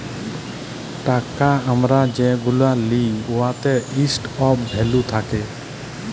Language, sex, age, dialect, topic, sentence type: Bengali, male, 25-30, Jharkhandi, banking, statement